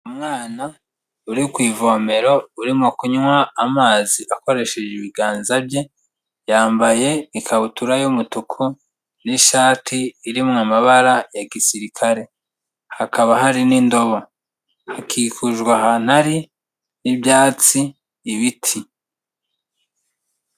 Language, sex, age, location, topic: Kinyarwanda, male, 25-35, Kigali, health